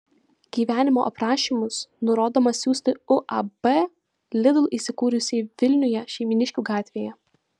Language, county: Lithuanian, Vilnius